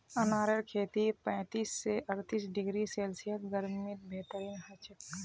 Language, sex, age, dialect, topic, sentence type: Magahi, female, 60-100, Northeastern/Surjapuri, agriculture, statement